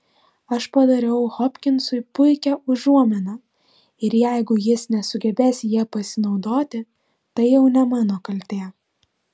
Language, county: Lithuanian, Vilnius